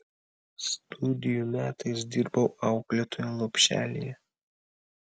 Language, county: Lithuanian, Vilnius